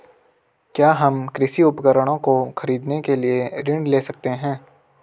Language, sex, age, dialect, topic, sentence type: Hindi, male, 18-24, Garhwali, agriculture, question